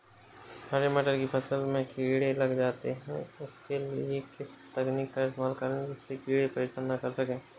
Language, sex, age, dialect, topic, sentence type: Hindi, male, 18-24, Awadhi Bundeli, agriculture, question